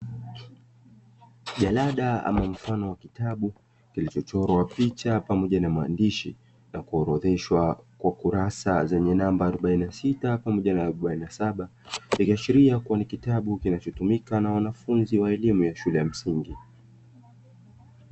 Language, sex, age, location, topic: Swahili, male, 25-35, Dar es Salaam, education